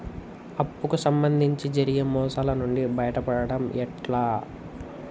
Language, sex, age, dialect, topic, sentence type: Telugu, male, 18-24, Telangana, banking, question